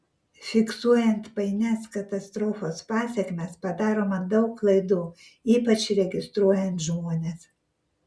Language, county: Lithuanian, Vilnius